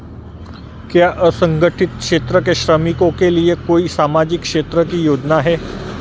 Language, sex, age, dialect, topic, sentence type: Hindi, male, 41-45, Marwari Dhudhari, banking, question